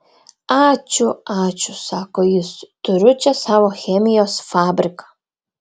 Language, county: Lithuanian, Vilnius